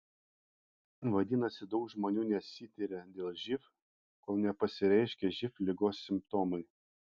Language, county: Lithuanian, Panevėžys